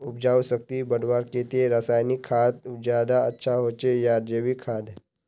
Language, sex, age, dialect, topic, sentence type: Magahi, male, 41-45, Northeastern/Surjapuri, agriculture, question